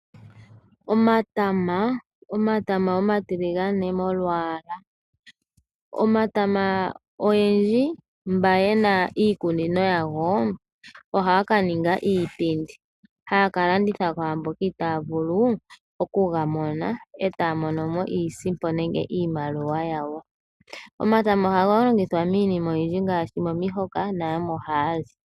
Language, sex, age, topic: Oshiwambo, female, 18-24, agriculture